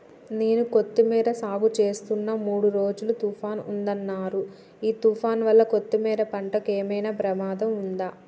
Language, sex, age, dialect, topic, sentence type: Telugu, female, 18-24, Telangana, agriculture, question